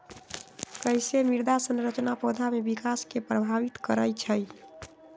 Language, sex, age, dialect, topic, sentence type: Magahi, female, 31-35, Western, agriculture, statement